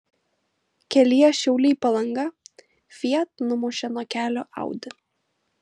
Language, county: Lithuanian, Kaunas